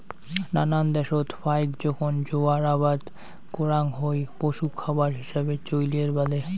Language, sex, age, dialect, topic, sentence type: Bengali, male, 51-55, Rajbangshi, agriculture, statement